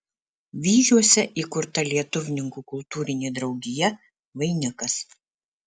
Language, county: Lithuanian, Alytus